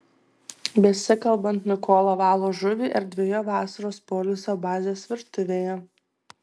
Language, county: Lithuanian, Tauragė